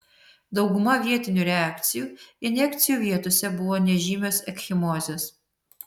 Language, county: Lithuanian, Vilnius